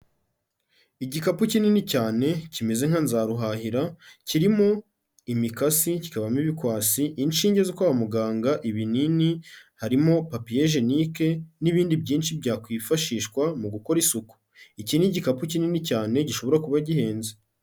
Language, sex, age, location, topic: Kinyarwanda, male, 36-49, Kigali, health